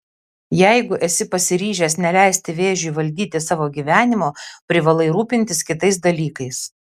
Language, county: Lithuanian, Vilnius